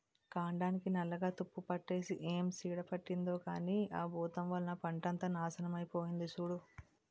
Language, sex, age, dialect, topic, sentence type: Telugu, female, 36-40, Utterandhra, agriculture, statement